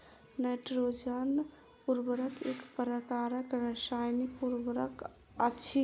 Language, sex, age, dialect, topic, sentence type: Maithili, female, 18-24, Southern/Standard, agriculture, statement